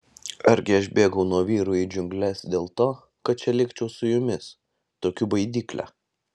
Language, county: Lithuanian, Vilnius